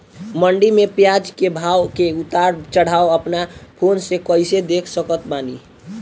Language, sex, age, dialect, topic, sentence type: Bhojpuri, male, <18, Southern / Standard, agriculture, question